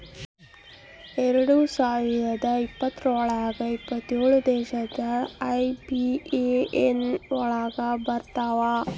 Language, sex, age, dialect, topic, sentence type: Kannada, female, 25-30, Central, banking, statement